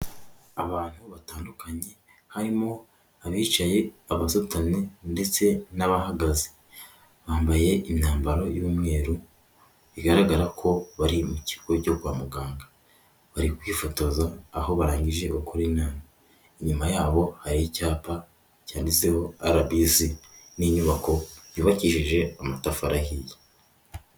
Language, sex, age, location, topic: Kinyarwanda, female, 18-24, Huye, health